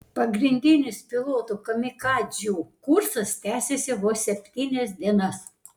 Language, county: Lithuanian, Panevėžys